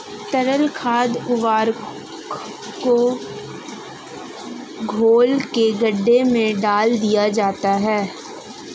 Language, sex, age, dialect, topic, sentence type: Hindi, female, 18-24, Marwari Dhudhari, agriculture, statement